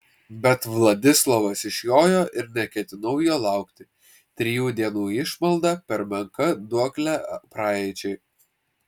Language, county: Lithuanian, Vilnius